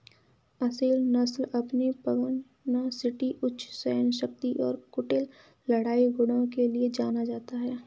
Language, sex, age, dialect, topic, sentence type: Hindi, female, 18-24, Kanauji Braj Bhasha, agriculture, statement